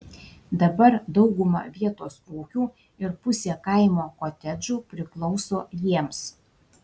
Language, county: Lithuanian, Šiauliai